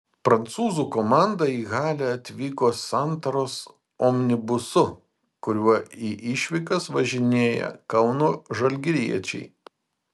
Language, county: Lithuanian, Vilnius